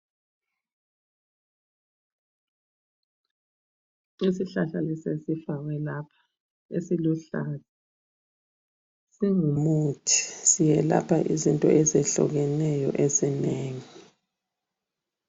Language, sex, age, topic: North Ndebele, female, 50+, health